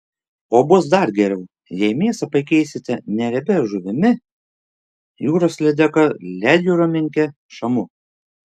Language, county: Lithuanian, Šiauliai